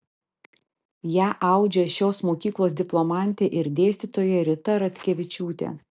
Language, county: Lithuanian, Vilnius